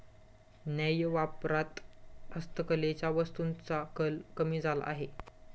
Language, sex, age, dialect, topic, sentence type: Marathi, male, 25-30, Standard Marathi, banking, statement